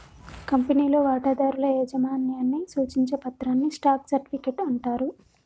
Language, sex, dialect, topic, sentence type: Telugu, female, Telangana, banking, statement